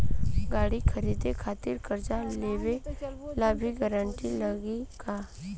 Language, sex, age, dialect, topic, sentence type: Bhojpuri, female, 25-30, Southern / Standard, banking, question